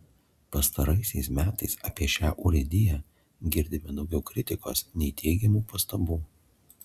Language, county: Lithuanian, Alytus